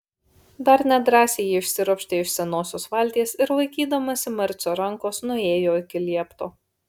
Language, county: Lithuanian, Kaunas